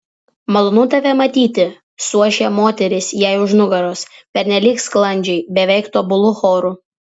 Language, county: Lithuanian, Vilnius